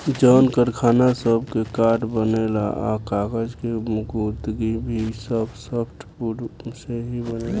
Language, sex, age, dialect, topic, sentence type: Bhojpuri, male, 18-24, Southern / Standard, agriculture, statement